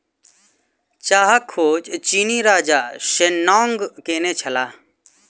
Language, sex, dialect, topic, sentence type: Maithili, male, Southern/Standard, agriculture, statement